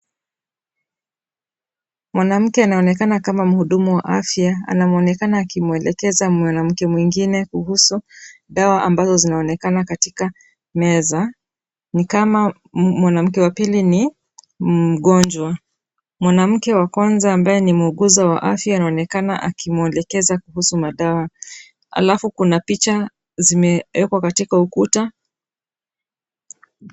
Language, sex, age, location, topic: Swahili, female, 36-49, Kisumu, health